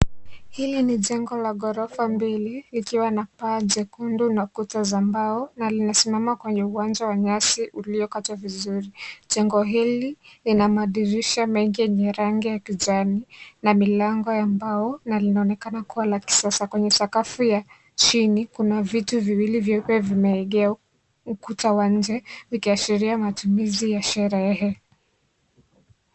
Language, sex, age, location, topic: Swahili, female, 18-24, Kisii, education